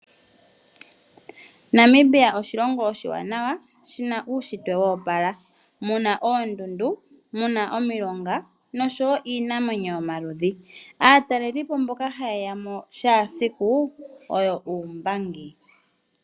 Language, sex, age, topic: Oshiwambo, female, 25-35, agriculture